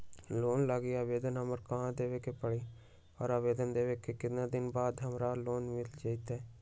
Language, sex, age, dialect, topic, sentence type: Magahi, male, 18-24, Western, banking, question